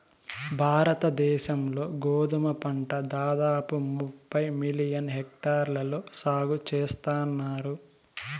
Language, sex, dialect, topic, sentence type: Telugu, male, Southern, agriculture, statement